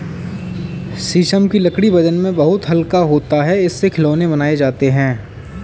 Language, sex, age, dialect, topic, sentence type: Hindi, male, 18-24, Kanauji Braj Bhasha, agriculture, statement